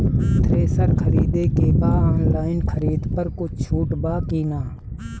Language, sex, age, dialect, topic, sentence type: Bhojpuri, male, 36-40, Southern / Standard, agriculture, question